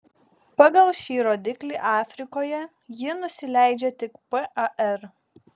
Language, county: Lithuanian, Šiauliai